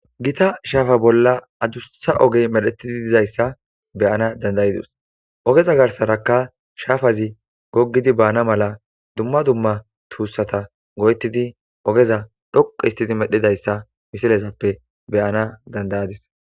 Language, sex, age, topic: Gamo, male, 25-35, agriculture